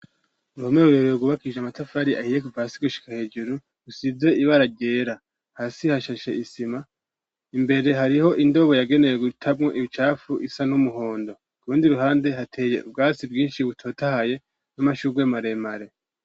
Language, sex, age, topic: Rundi, male, 18-24, education